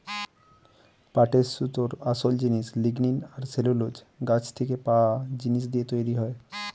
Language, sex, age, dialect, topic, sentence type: Bengali, male, 18-24, Western, agriculture, statement